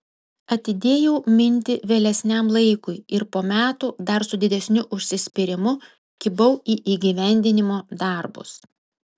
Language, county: Lithuanian, Kaunas